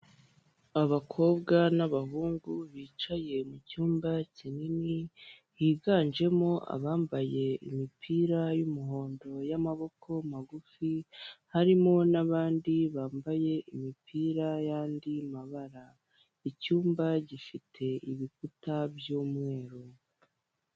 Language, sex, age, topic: Kinyarwanda, female, 18-24, government